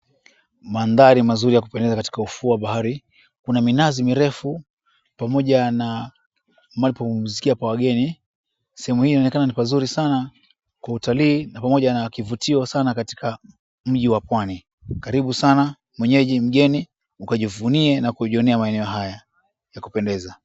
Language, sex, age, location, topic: Swahili, male, 36-49, Mombasa, agriculture